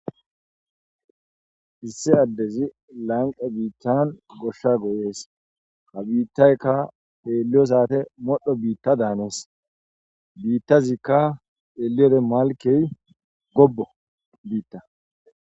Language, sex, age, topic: Gamo, male, 18-24, agriculture